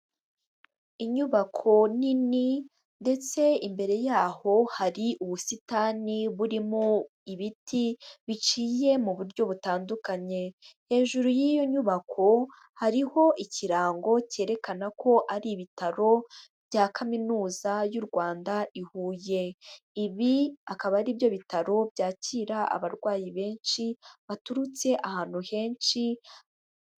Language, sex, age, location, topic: Kinyarwanda, female, 18-24, Huye, government